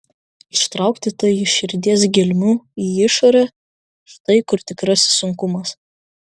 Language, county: Lithuanian, Vilnius